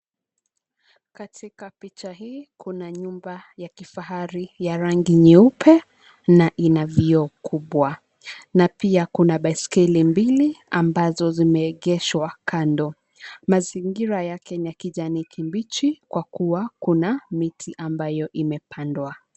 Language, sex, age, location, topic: Swahili, female, 25-35, Nairobi, finance